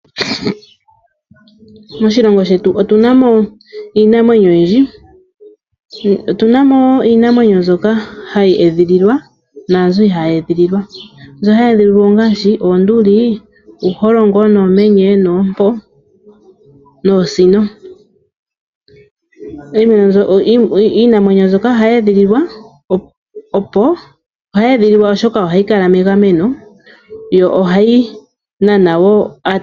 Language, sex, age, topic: Oshiwambo, female, 25-35, agriculture